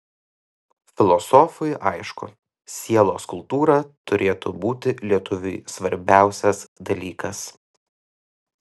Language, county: Lithuanian, Vilnius